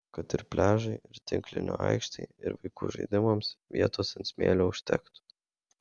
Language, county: Lithuanian, Vilnius